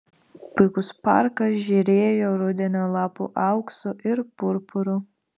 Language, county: Lithuanian, Vilnius